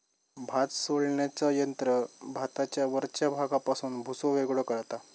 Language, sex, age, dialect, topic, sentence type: Marathi, male, 18-24, Southern Konkan, agriculture, statement